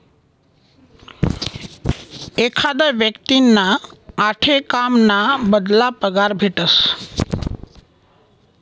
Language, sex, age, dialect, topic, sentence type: Marathi, male, 18-24, Northern Konkan, banking, statement